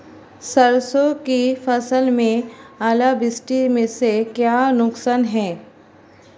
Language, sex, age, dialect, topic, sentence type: Hindi, female, 36-40, Marwari Dhudhari, agriculture, question